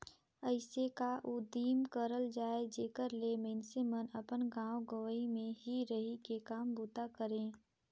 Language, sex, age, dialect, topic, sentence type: Chhattisgarhi, female, 18-24, Northern/Bhandar, banking, statement